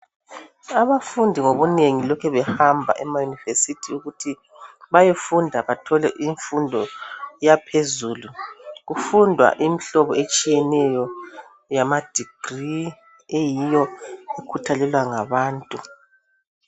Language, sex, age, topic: North Ndebele, male, 36-49, education